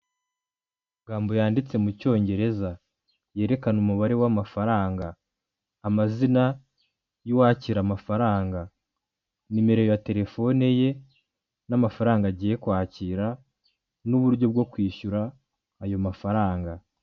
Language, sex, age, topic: Kinyarwanda, male, 25-35, finance